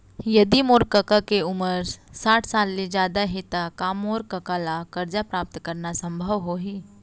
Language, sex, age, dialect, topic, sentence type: Chhattisgarhi, female, 31-35, Central, banking, statement